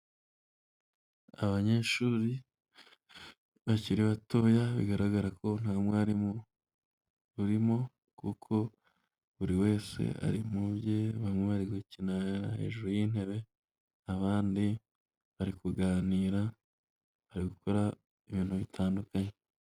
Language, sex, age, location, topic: Kinyarwanda, male, 25-35, Huye, education